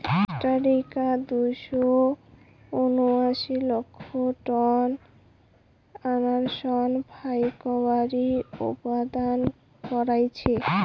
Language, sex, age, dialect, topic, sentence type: Bengali, female, 18-24, Rajbangshi, agriculture, statement